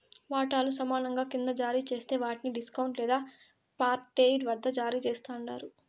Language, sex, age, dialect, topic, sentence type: Telugu, female, 56-60, Southern, banking, statement